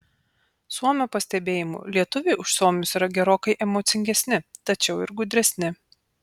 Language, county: Lithuanian, Panevėžys